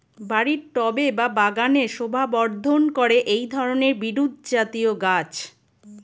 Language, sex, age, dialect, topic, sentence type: Bengali, male, 18-24, Rajbangshi, agriculture, question